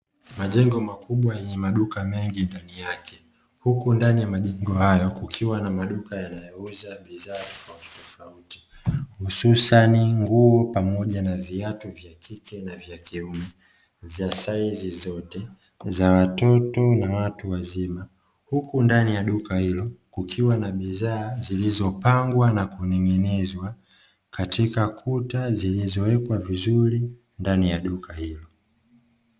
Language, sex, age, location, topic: Swahili, male, 25-35, Dar es Salaam, finance